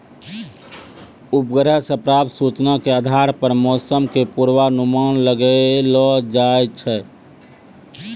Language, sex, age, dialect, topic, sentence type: Maithili, male, 25-30, Angika, agriculture, statement